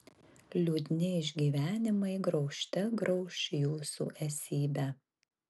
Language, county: Lithuanian, Marijampolė